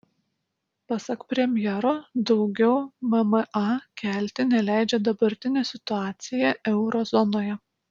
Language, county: Lithuanian, Utena